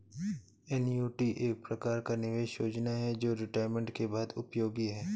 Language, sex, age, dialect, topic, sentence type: Hindi, male, 31-35, Awadhi Bundeli, banking, statement